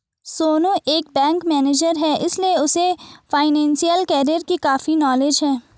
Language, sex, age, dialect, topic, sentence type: Hindi, female, 31-35, Garhwali, banking, statement